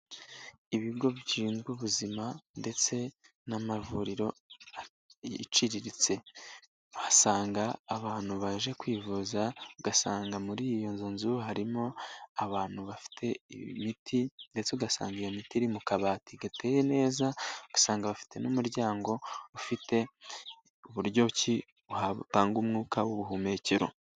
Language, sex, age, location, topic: Kinyarwanda, male, 18-24, Nyagatare, health